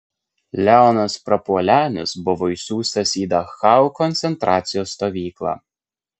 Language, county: Lithuanian, Kaunas